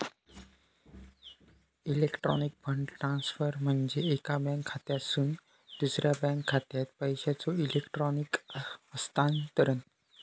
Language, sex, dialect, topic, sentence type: Marathi, male, Southern Konkan, banking, statement